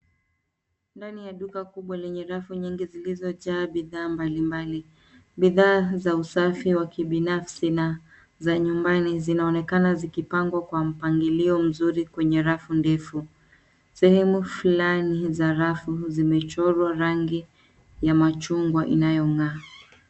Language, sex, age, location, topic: Swahili, female, 25-35, Nairobi, finance